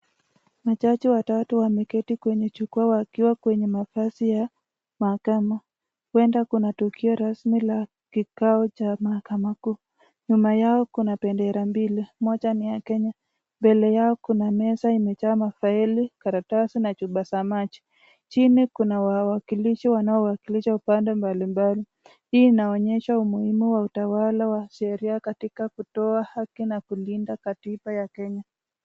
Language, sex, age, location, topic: Swahili, female, 25-35, Nakuru, government